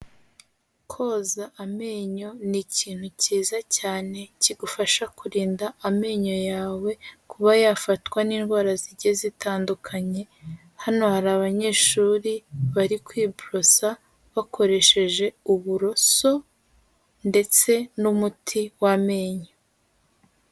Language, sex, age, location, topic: Kinyarwanda, female, 18-24, Kigali, health